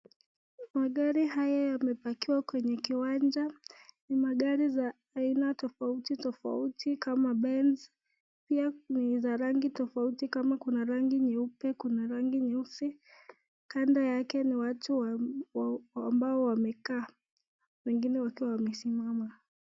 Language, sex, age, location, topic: Swahili, female, 18-24, Nakuru, finance